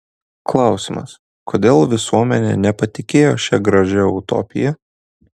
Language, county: Lithuanian, Kaunas